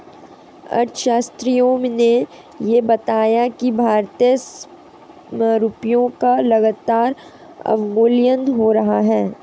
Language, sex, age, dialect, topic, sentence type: Hindi, female, 18-24, Marwari Dhudhari, banking, statement